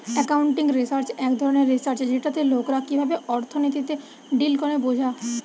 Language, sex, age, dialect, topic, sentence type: Bengali, female, 18-24, Western, banking, statement